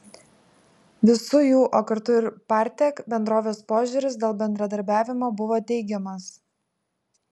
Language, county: Lithuanian, Vilnius